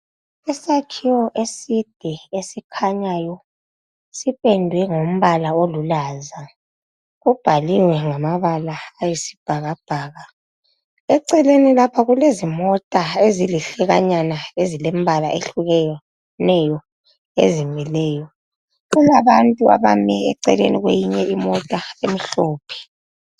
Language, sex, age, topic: North Ndebele, male, 25-35, health